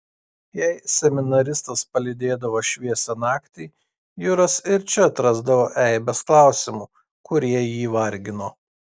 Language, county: Lithuanian, Klaipėda